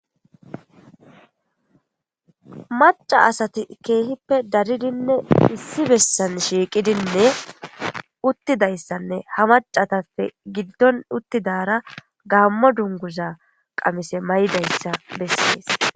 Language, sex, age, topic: Gamo, female, 25-35, government